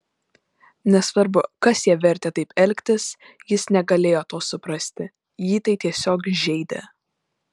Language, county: Lithuanian, Panevėžys